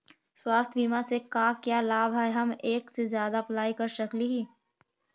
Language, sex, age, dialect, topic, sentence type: Magahi, female, 51-55, Central/Standard, banking, question